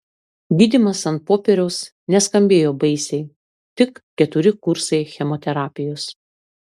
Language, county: Lithuanian, Klaipėda